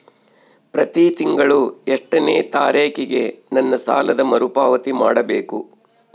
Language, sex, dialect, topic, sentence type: Kannada, male, Central, banking, question